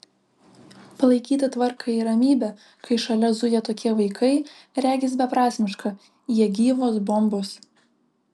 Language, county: Lithuanian, Vilnius